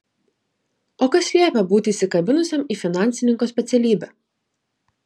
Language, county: Lithuanian, Klaipėda